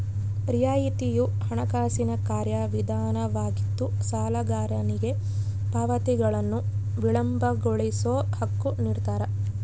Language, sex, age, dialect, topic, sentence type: Kannada, female, 25-30, Central, banking, statement